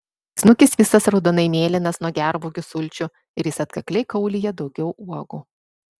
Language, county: Lithuanian, Vilnius